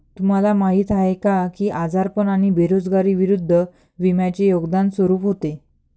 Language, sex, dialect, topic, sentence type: Marathi, female, Varhadi, banking, statement